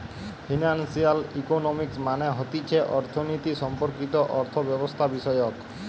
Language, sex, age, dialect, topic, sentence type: Bengali, female, 18-24, Western, banking, statement